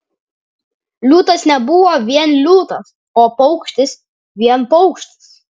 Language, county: Lithuanian, Vilnius